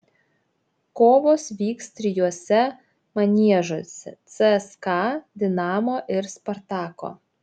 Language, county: Lithuanian, Šiauliai